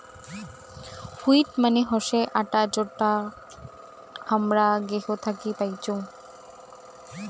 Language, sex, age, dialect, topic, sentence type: Bengali, female, 18-24, Rajbangshi, agriculture, statement